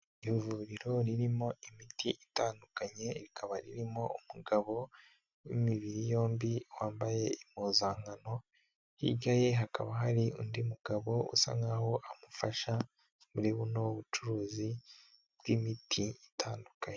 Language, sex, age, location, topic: Kinyarwanda, male, 18-24, Nyagatare, health